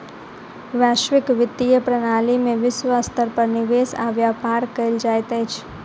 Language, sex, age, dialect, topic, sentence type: Maithili, female, 18-24, Southern/Standard, banking, statement